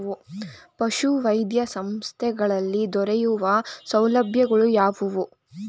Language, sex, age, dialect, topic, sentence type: Kannada, female, 46-50, Mysore Kannada, agriculture, question